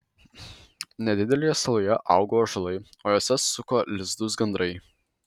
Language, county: Lithuanian, Vilnius